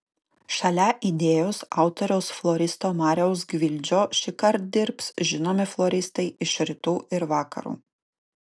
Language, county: Lithuanian, Utena